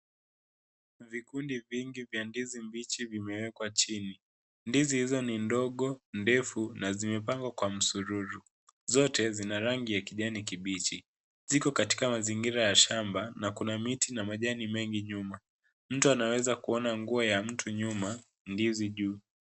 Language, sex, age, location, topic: Swahili, male, 18-24, Kisii, agriculture